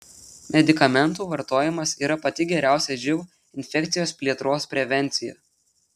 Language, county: Lithuanian, Telšiai